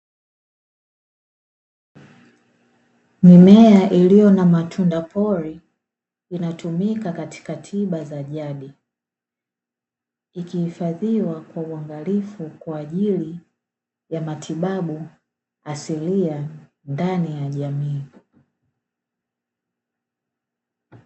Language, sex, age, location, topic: Swahili, female, 18-24, Dar es Salaam, health